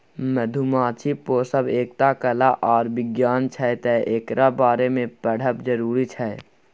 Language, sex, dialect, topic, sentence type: Maithili, male, Bajjika, agriculture, statement